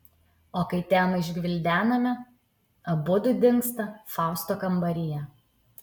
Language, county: Lithuanian, Utena